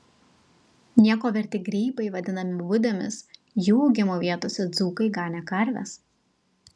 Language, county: Lithuanian, Telšiai